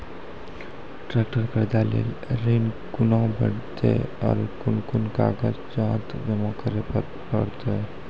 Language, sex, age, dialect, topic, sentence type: Maithili, female, 25-30, Angika, banking, question